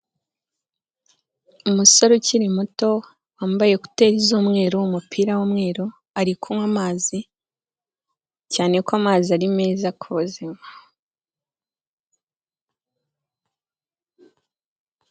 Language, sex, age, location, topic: Kinyarwanda, female, 18-24, Kigali, health